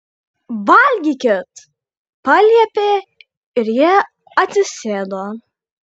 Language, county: Lithuanian, Utena